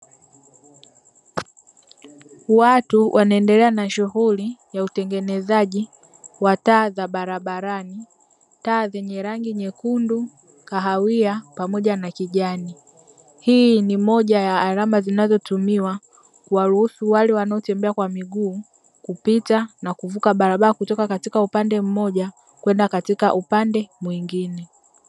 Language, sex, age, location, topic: Swahili, female, 36-49, Dar es Salaam, government